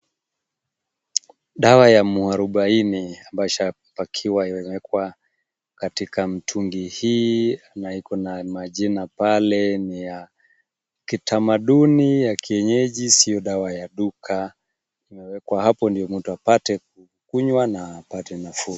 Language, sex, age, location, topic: Swahili, male, 36-49, Kisumu, health